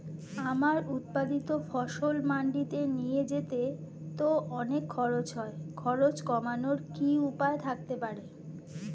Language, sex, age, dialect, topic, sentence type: Bengali, female, 41-45, Standard Colloquial, agriculture, question